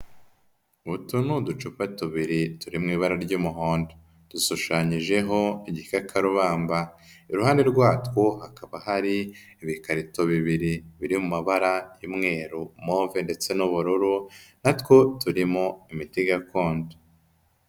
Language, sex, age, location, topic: Kinyarwanda, male, 25-35, Kigali, health